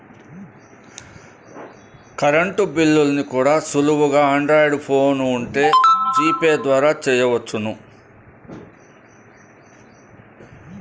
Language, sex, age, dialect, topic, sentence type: Telugu, male, 56-60, Central/Coastal, banking, statement